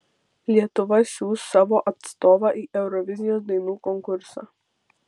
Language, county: Lithuanian, Vilnius